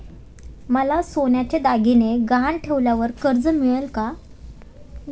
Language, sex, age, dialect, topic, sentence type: Marathi, female, 18-24, Standard Marathi, banking, question